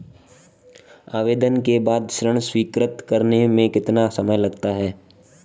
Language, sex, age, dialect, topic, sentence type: Hindi, male, 18-24, Marwari Dhudhari, banking, question